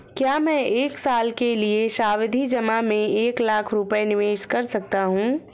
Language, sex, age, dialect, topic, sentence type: Hindi, female, 25-30, Awadhi Bundeli, banking, question